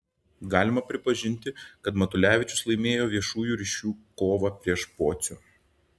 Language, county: Lithuanian, Šiauliai